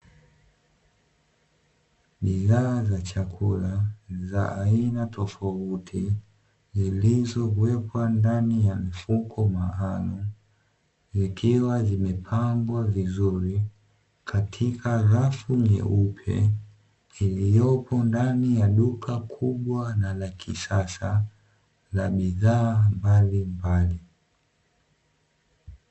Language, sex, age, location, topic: Swahili, male, 18-24, Dar es Salaam, finance